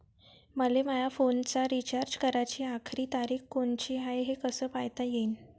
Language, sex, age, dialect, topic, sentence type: Marathi, female, 18-24, Varhadi, banking, question